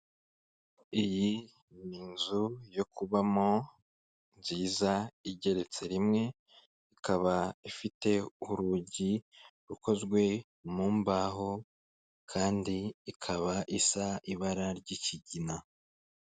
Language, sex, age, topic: Kinyarwanda, male, 18-24, government